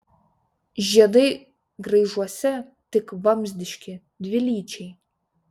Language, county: Lithuanian, Šiauliai